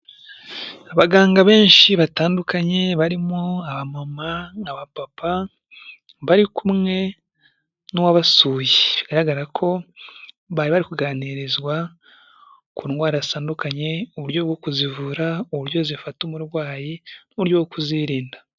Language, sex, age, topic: Kinyarwanda, male, 18-24, health